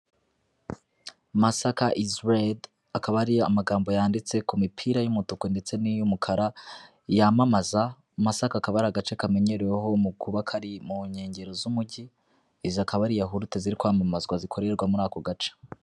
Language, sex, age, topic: Kinyarwanda, male, 25-35, finance